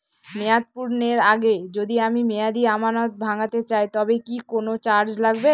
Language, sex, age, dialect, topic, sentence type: Bengali, female, 18-24, Northern/Varendri, banking, question